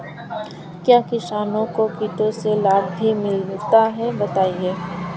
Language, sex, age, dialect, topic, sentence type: Hindi, female, 25-30, Kanauji Braj Bhasha, agriculture, question